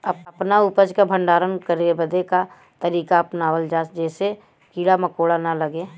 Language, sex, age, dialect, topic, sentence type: Bhojpuri, female, 31-35, Western, agriculture, question